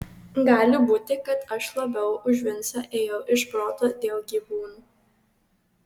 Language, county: Lithuanian, Kaunas